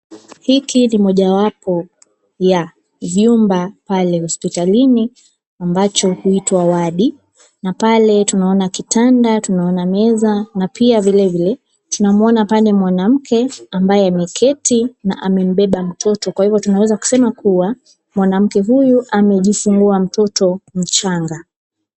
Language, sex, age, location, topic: Swahili, female, 25-35, Kisumu, health